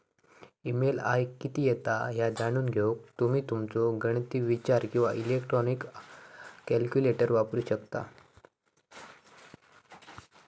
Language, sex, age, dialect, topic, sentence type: Marathi, male, 18-24, Southern Konkan, banking, statement